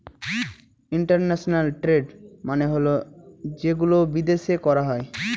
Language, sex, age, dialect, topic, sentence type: Bengali, male, 18-24, Northern/Varendri, banking, statement